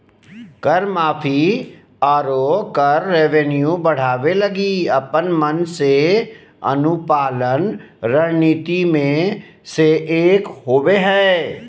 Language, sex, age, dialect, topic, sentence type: Magahi, male, 36-40, Southern, banking, statement